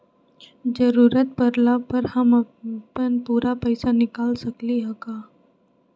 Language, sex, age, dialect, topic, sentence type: Magahi, female, 25-30, Western, banking, question